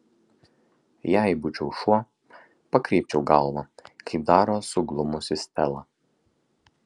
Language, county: Lithuanian, Kaunas